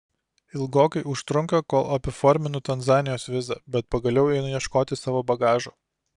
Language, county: Lithuanian, Alytus